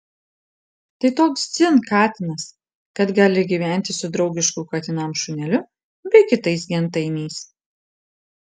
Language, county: Lithuanian, Panevėžys